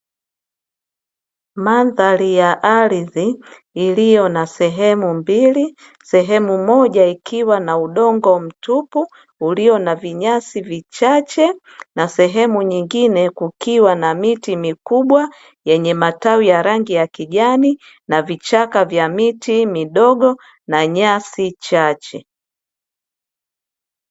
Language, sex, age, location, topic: Swahili, female, 50+, Dar es Salaam, agriculture